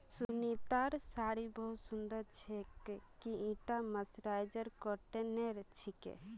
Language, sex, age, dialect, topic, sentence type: Magahi, female, 18-24, Northeastern/Surjapuri, agriculture, statement